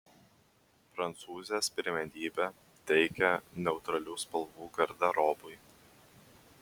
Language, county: Lithuanian, Vilnius